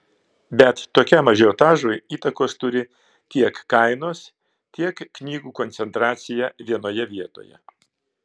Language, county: Lithuanian, Klaipėda